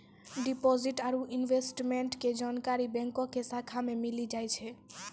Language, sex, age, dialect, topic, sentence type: Maithili, female, 18-24, Angika, banking, statement